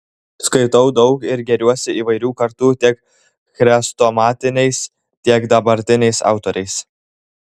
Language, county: Lithuanian, Klaipėda